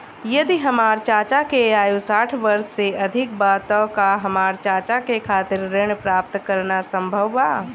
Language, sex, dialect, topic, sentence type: Bhojpuri, female, Southern / Standard, banking, statement